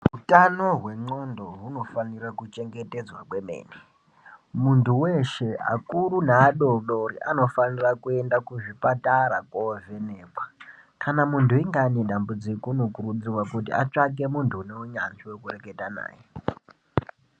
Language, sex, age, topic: Ndau, male, 18-24, health